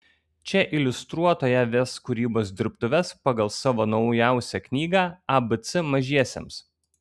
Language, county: Lithuanian, Kaunas